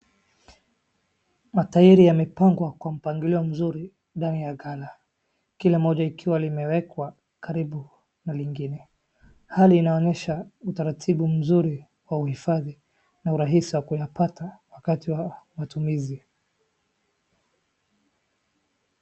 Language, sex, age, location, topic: Swahili, male, 18-24, Wajir, finance